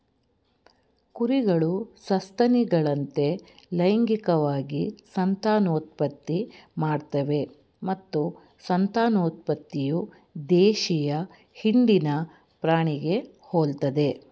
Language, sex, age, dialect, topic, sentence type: Kannada, female, 46-50, Mysore Kannada, agriculture, statement